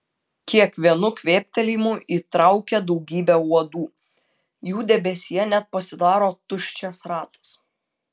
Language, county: Lithuanian, Utena